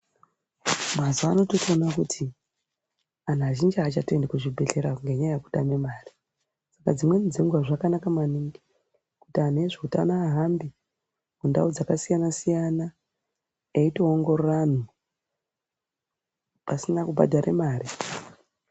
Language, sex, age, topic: Ndau, female, 36-49, health